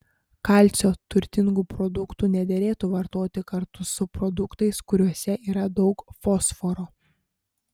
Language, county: Lithuanian, Panevėžys